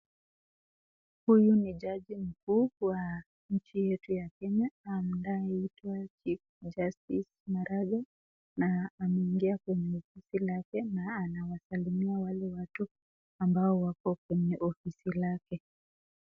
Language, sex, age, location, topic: Swahili, female, 25-35, Nakuru, government